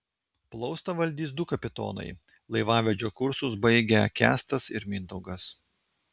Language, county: Lithuanian, Klaipėda